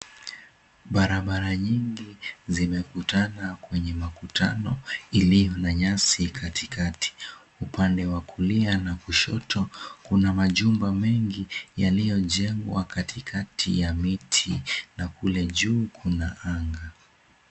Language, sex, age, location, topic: Swahili, male, 18-24, Mombasa, government